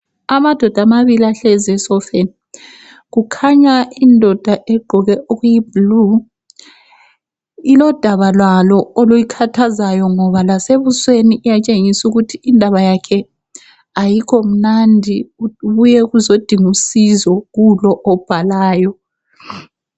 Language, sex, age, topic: North Ndebele, female, 36-49, health